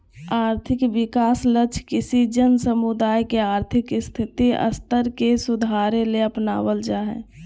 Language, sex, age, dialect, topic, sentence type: Magahi, female, 18-24, Southern, banking, statement